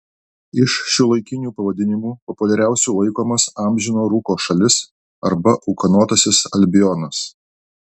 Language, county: Lithuanian, Alytus